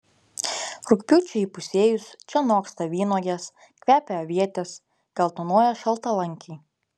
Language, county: Lithuanian, Telšiai